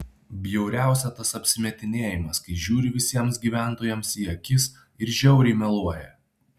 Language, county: Lithuanian, Vilnius